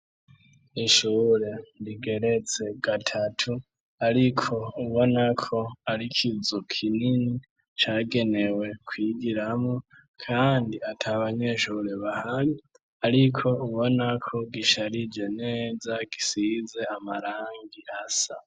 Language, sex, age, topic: Rundi, male, 36-49, education